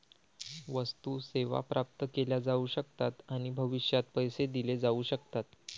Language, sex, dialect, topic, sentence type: Marathi, male, Varhadi, banking, statement